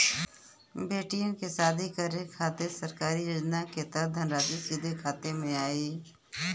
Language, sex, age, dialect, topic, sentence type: Bhojpuri, female, <18, Western, banking, question